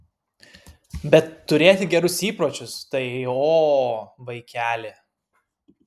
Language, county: Lithuanian, Kaunas